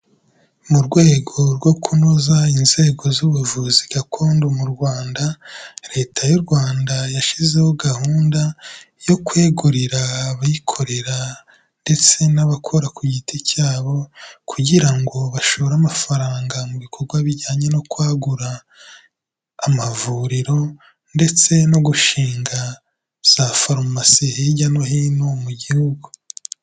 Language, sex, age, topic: Kinyarwanda, male, 18-24, health